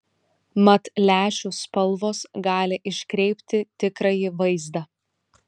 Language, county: Lithuanian, Šiauliai